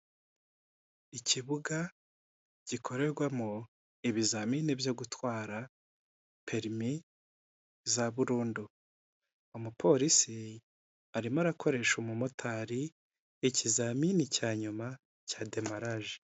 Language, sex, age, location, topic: Kinyarwanda, male, 18-24, Kigali, government